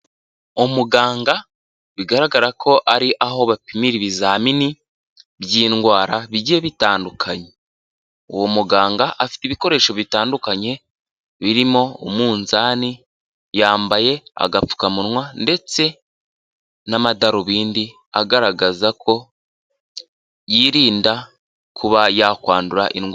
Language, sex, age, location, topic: Kinyarwanda, male, 18-24, Huye, health